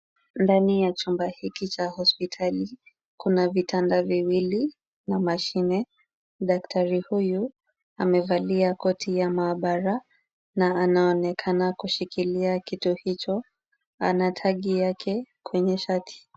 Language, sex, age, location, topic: Swahili, female, 25-35, Kisumu, health